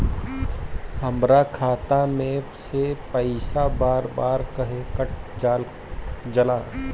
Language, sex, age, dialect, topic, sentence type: Bhojpuri, male, 60-100, Northern, banking, question